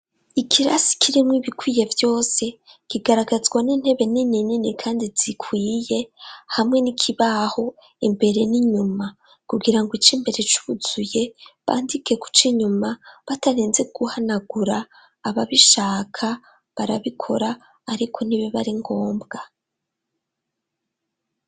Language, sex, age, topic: Rundi, female, 25-35, education